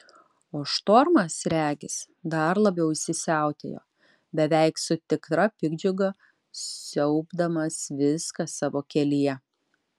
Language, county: Lithuanian, Utena